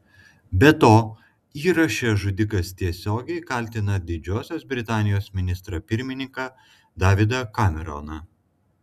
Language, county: Lithuanian, Klaipėda